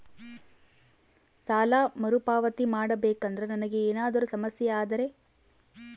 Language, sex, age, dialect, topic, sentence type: Kannada, female, 18-24, Central, banking, question